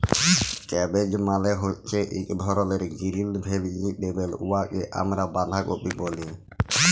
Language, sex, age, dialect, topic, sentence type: Bengali, male, 25-30, Jharkhandi, agriculture, statement